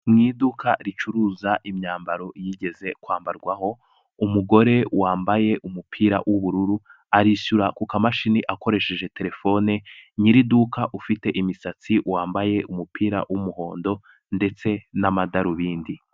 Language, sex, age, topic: Kinyarwanda, male, 18-24, finance